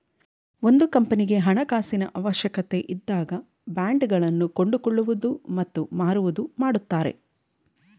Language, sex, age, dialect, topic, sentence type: Kannada, female, 31-35, Mysore Kannada, banking, statement